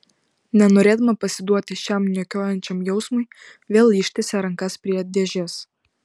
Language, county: Lithuanian, Vilnius